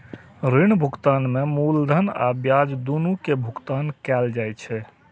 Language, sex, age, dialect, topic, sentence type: Maithili, male, 41-45, Eastern / Thethi, banking, statement